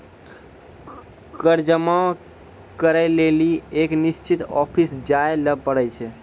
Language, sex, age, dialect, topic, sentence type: Maithili, male, 18-24, Angika, banking, statement